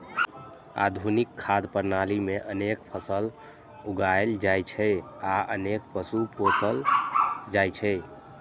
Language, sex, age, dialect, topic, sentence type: Maithili, male, 25-30, Eastern / Thethi, agriculture, statement